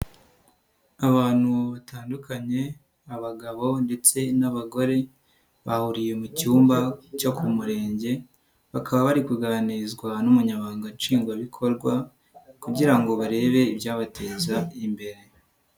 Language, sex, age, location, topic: Kinyarwanda, male, 18-24, Nyagatare, health